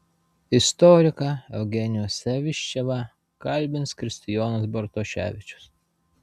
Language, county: Lithuanian, Vilnius